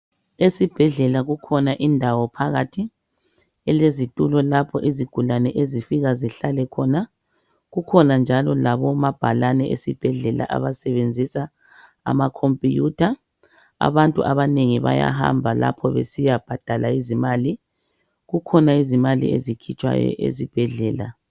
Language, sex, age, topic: North Ndebele, female, 50+, health